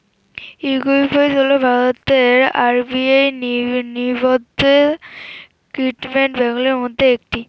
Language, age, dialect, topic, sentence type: Bengali, <18, Rajbangshi, banking, question